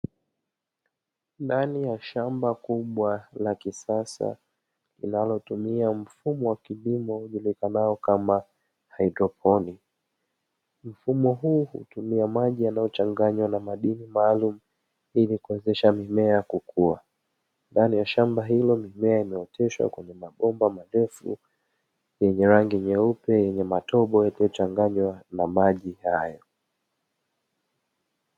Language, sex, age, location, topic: Swahili, male, 25-35, Dar es Salaam, agriculture